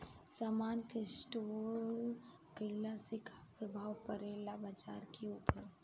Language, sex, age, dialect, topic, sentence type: Bhojpuri, female, 31-35, Southern / Standard, agriculture, question